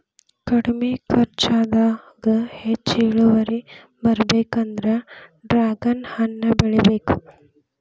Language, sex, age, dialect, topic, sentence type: Kannada, male, 25-30, Dharwad Kannada, agriculture, statement